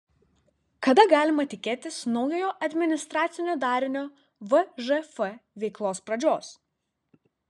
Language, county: Lithuanian, Vilnius